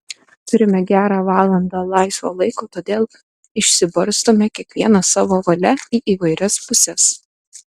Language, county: Lithuanian, Telšiai